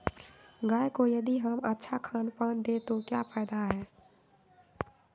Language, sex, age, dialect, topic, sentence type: Magahi, female, 31-35, Western, agriculture, question